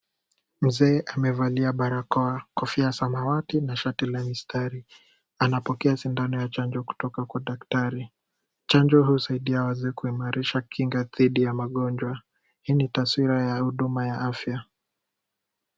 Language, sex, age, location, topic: Swahili, male, 18-24, Kisumu, health